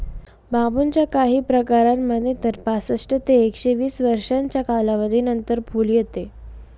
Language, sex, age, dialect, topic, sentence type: Marathi, female, 18-24, Northern Konkan, agriculture, statement